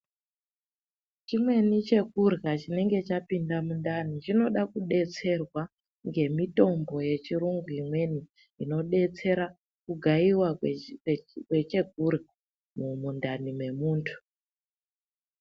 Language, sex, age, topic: Ndau, female, 36-49, health